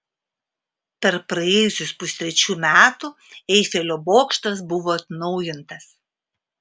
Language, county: Lithuanian, Vilnius